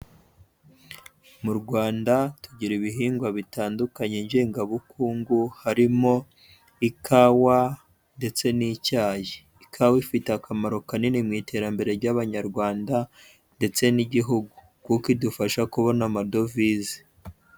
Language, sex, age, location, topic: Kinyarwanda, male, 18-24, Huye, agriculture